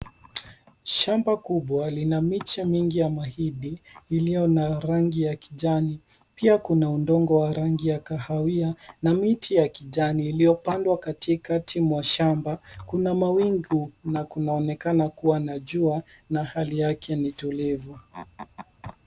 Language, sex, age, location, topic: Swahili, male, 18-24, Nairobi, agriculture